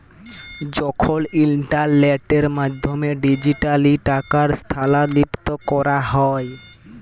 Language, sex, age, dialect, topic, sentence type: Bengali, male, 18-24, Jharkhandi, banking, statement